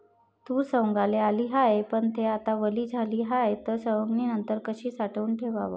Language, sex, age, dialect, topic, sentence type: Marathi, female, 36-40, Varhadi, agriculture, question